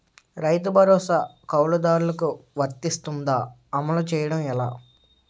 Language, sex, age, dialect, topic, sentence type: Telugu, male, 18-24, Utterandhra, agriculture, question